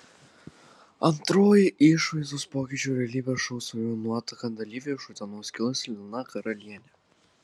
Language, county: Lithuanian, Kaunas